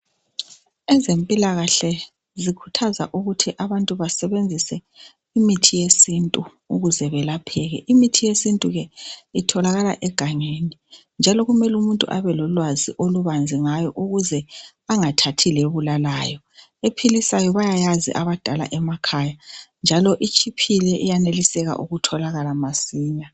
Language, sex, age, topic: North Ndebele, female, 36-49, health